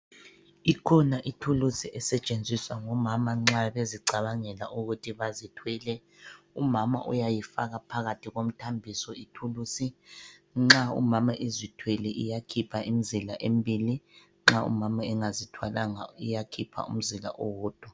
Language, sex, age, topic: North Ndebele, male, 25-35, health